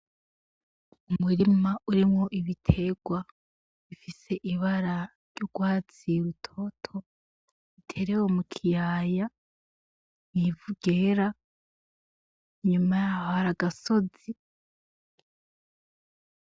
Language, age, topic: Rundi, 18-24, agriculture